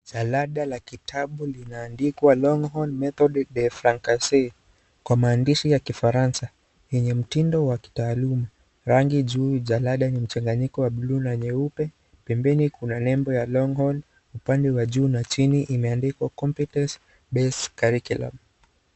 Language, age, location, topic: Swahili, 18-24, Kisii, education